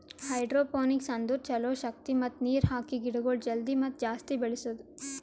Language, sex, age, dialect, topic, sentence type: Kannada, female, 18-24, Northeastern, agriculture, statement